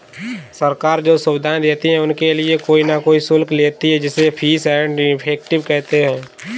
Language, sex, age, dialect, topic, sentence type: Hindi, male, 18-24, Kanauji Braj Bhasha, banking, statement